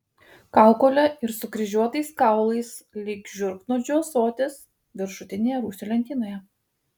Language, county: Lithuanian, Kaunas